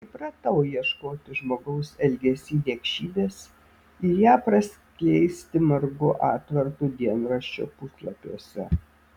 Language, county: Lithuanian, Vilnius